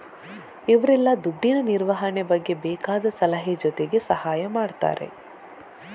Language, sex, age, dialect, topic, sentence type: Kannada, female, 41-45, Coastal/Dakshin, banking, statement